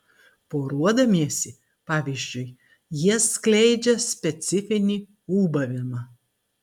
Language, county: Lithuanian, Klaipėda